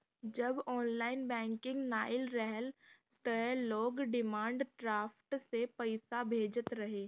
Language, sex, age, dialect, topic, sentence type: Bhojpuri, female, 36-40, Northern, banking, statement